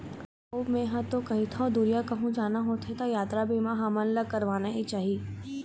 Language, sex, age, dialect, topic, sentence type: Chhattisgarhi, female, 18-24, Eastern, banking, statement